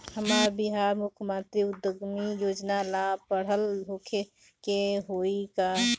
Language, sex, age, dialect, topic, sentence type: Bhojpuri, female, 25-30, Northern, banking, question